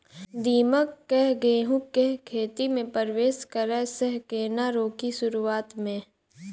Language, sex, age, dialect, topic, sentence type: Maithili, female, 18-24, Southern/Standard, agriculture, question